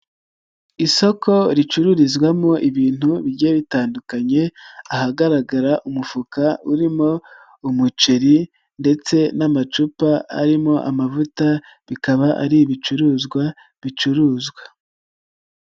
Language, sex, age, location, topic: Kinyarwanda, male, 36-49, Nyagatare, finance